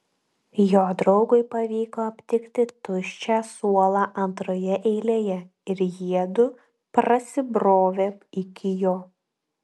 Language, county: Lithuanian, Klaipėda